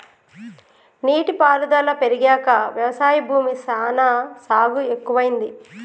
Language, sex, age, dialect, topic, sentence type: Telugu, female, 36-40, Telangana, agriculture, statement